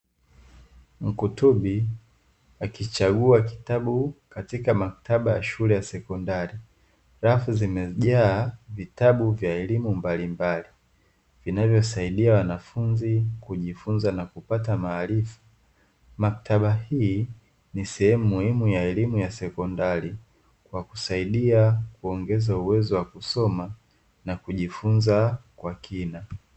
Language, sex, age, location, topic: Swahili, male, 18-24, Dar es Salaam, education